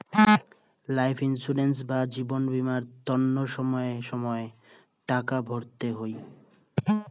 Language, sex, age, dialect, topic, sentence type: Bengali, male, 18-24, Rajbangshi, banking, statement